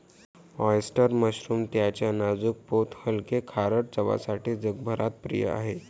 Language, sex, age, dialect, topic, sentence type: Marathi, male, 18-24, Varhadi, agriculture, statement